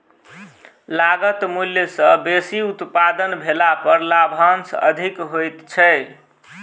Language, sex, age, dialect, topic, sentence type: Maithili, male, 25-30, Southern/Standard, agriculture, statement